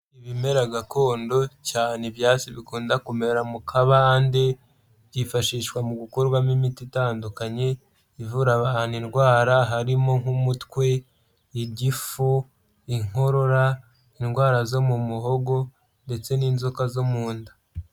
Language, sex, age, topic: Kinyarwanda, male, 18-24, health